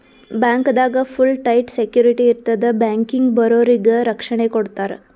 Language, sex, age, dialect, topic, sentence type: Kannada, female, 18-24, Northeastern, banking, statement